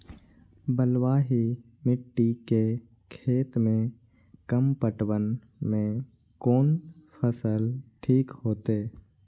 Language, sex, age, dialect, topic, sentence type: Maithili, male, 18-24, Eastern / Thethi, agriculture, question